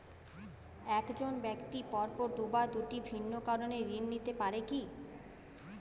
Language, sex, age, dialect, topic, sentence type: Bengali, female, 31-35, Jharkhandi, banking, question